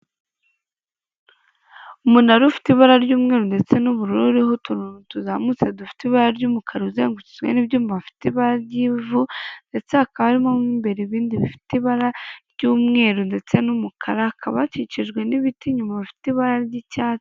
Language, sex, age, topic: Kinyarwanda, male, 25-35, government